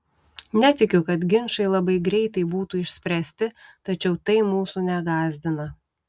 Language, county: Lithuanian, Utena